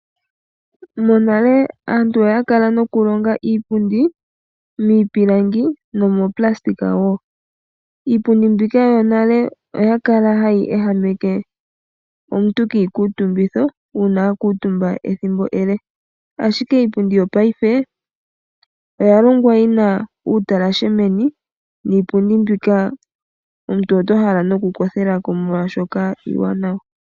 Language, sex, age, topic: Oshiwambo, female, 18-24, finance